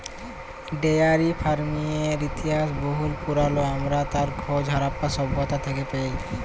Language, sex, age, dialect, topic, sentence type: Bengali, male, 18-24, Jharkhandi, agriculture, statement